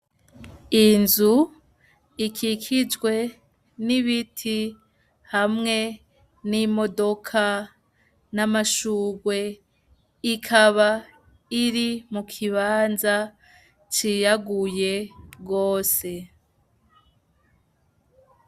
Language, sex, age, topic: Rundi, female, 25-35, education